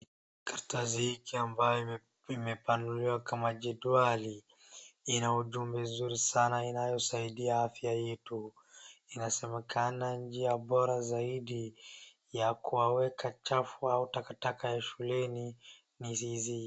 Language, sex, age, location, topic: Swahili, female, 36-49, Wajir, education